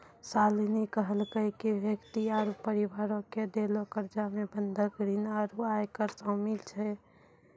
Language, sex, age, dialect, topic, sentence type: Maithili, female, 18-24, Angika, banking, statement